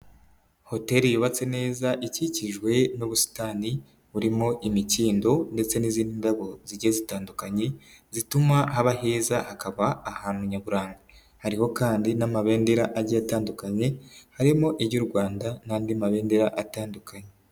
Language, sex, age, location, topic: Kinyarwanda, male, 18-24, Nyagatare, finance